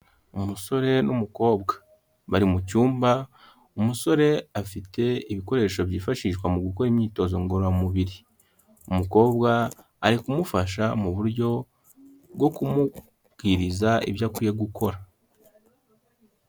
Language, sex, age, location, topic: Kinyarwanda, male, 18-24, Kigali, health